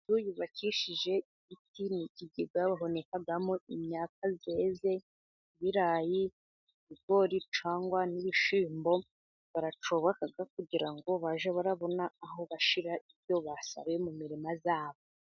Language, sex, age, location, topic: Kinyarwanda, female, 50+, Musanze, agriculture